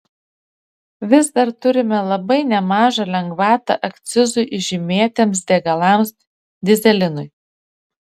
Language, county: Lithuanian, Šiauliai